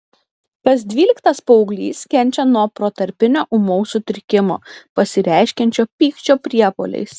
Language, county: Lithuanian, Klaipėda